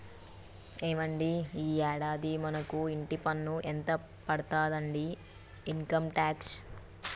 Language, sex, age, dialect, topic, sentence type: Telugu, female, 36-40, Telangana, banking, statement